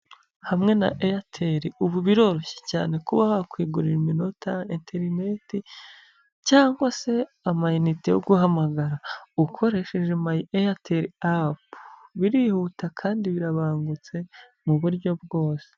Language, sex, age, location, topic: Kinyarwanda, female, 25-35, Huye, finance